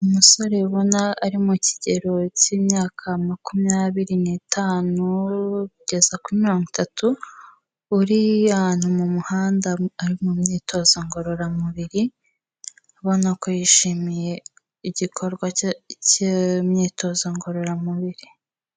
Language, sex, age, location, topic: Kinyarwanda, female, 18-24, Kigali, health